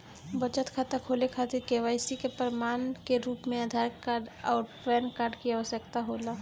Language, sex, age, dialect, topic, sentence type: Bhojpuri, female, 18-24, Northern, banking, statement